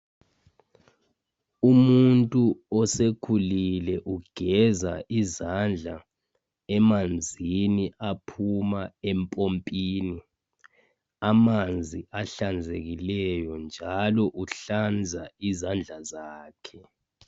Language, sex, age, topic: North Ndebele, male, 25-35, health